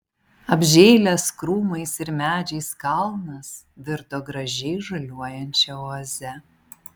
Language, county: Lithuanian, Panevėžys